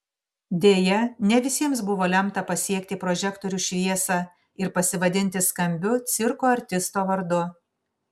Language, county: Lithuanian, Panevėžys